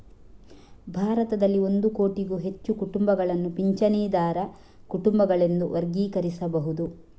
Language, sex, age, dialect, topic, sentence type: Kannada, female, 46-50, Coastal/Dakshin, banking, statement